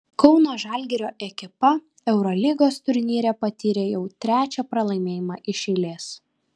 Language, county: Lithuanian, Kaunas